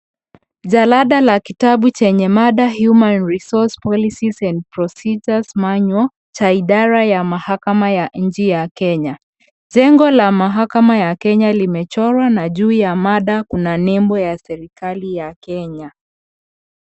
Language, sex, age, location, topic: Swahili, female, 25-35, Kisii, government